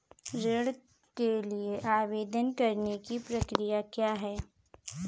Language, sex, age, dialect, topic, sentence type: Hindi, female, 18-24, Marwari Dhudhari, banking, question